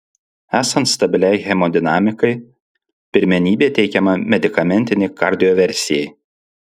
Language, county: Lithuanian, Alytus